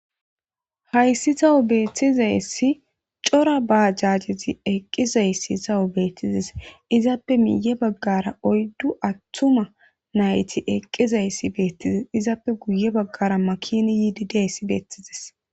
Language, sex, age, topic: Gamo, male, 25-35, government